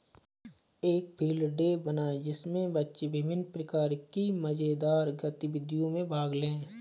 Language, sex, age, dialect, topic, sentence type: Hindi, male, 25-30, Awadhi Bundeli, agriculture, statement